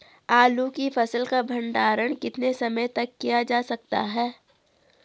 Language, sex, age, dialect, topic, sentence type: Hindi, female, 18-24, Garhwali, agriculture, question